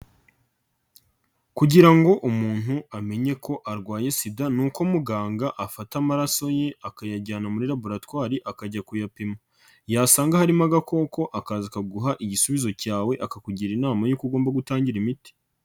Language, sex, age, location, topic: Kinyarwanda, male, 25-35, Nyagatare, health